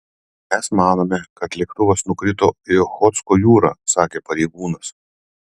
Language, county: Lithuanian, Panevėžys